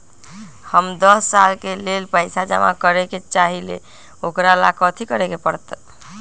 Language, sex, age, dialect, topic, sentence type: Magahi, female, 18-24, Western, banking, question